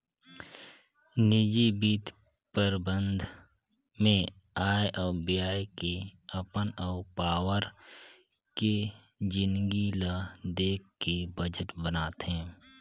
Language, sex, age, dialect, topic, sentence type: Chhattisgarhi, male, 18-24, Northern/Bhandar, banking, statement